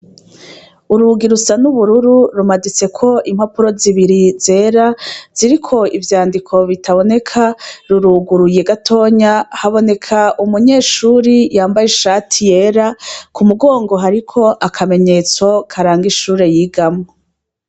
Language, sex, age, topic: Rundi, female, 36-49, education